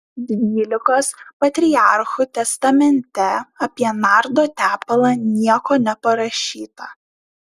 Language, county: Lithuanian, Šiauliai